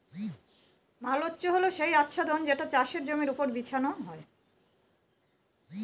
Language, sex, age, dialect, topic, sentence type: Bengali, female, 18-24, Northern/Varendri, agriculture, statement